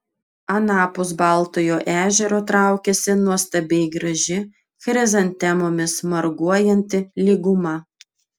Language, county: Lithuanian, Klaipėda